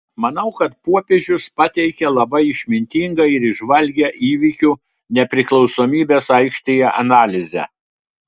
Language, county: Lithuanian, Telšiai